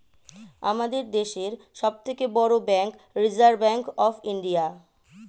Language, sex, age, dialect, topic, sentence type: Bengali, female, 36-40, Standard Colloquial, banking, statement